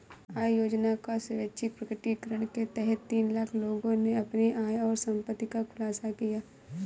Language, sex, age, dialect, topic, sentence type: Hindi, female, 18-24, Awadhi Bundeli, banking, statement